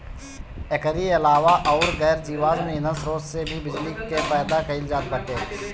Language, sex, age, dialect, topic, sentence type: Bhojpuri, male, 18-24, Northern, agriculture, statement